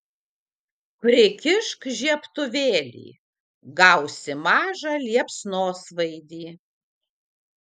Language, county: Lithuanian, Kaunas